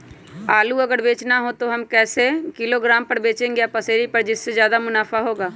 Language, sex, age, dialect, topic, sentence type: Magahi, male, 18-24, Western, agriculture, question